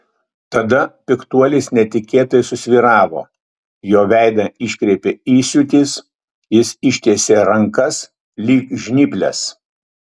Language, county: Lithuanian, Utena